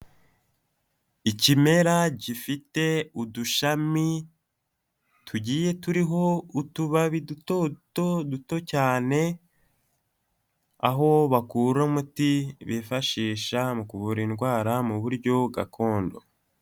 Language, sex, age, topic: Kinyarwanda, male, 18-24, health